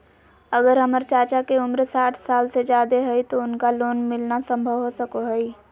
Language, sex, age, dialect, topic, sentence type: Magahi, female, 18-24, Southern, banking, statement